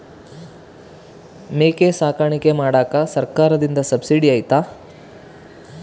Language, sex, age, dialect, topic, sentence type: Kannada, male, 31-35, Central, agriculture, question